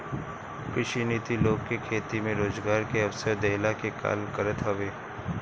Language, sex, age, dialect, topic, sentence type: Bhojpuri, male, 31-35, Northern, agriculture, statement